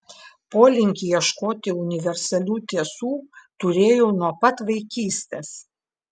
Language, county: Lithuanian, Klaipėda